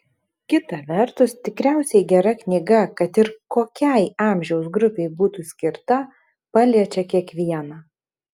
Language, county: Lithuanian, Kaunas